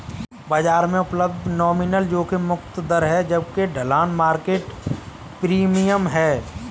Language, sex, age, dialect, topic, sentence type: Hindi, male, 25-30, Kanauji Braj Bhasha, banking, statement